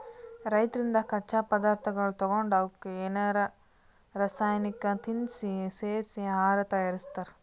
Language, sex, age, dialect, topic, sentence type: Kannada, female, 18-24, Northeastern, agriculture, statement